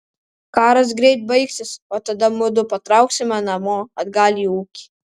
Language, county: Lithuanian, Alytus